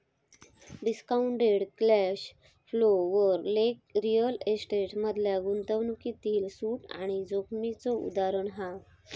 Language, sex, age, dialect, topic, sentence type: Marathi, female, 25-30, Southern Konkan, banking, statement